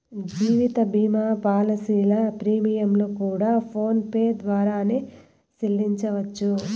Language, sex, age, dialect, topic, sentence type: Telugu, female, 36-40, Southern, banking, statement